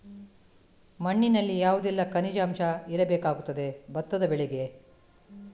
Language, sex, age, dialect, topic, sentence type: Kannada, female, 18-24, Coastal/Dakshin, agriculture, question